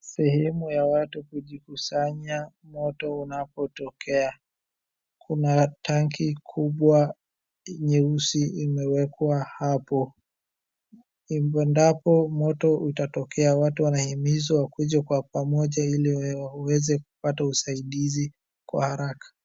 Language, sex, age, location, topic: Swahili, male, 18-24, Wajir, education